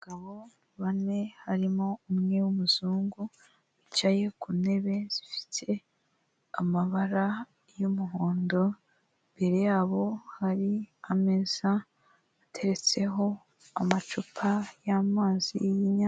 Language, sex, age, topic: Kinyarwanda, female, 18-24, government